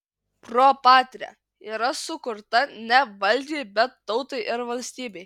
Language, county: Lithuanian, Kaunas